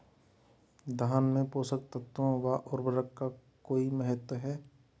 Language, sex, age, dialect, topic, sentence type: Hindi, male, 31-35, Marwari Dhudhari, agriculture, question